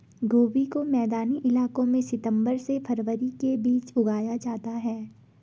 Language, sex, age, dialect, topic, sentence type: Hindi, female, 18-24, Garhwali, agriculture, statement